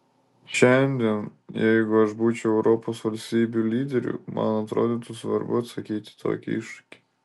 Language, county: Lithuanian, Telšiai